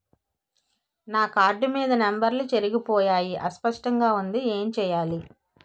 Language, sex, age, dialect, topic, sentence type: Telugu, female, 18-24, Utterandhra, banking, question